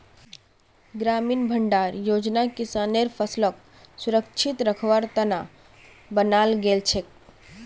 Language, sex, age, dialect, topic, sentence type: Magahi, female, 18-24, Northeastern/Surjapuri, agriculture, statement